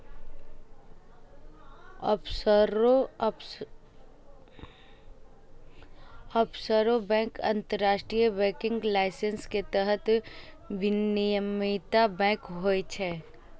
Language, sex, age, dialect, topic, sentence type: Maithili, female, 25-30, Eastern / Thethi, banking, statement